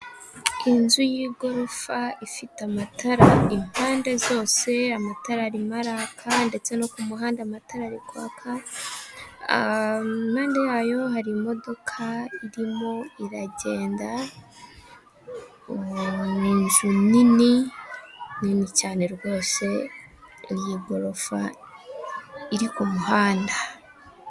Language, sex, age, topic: Kinyarwanda, female, 18-24, finance